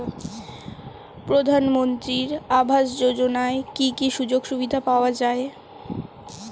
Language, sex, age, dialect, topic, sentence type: Bengali, female, 18-24, Standard Colloquial, banking, question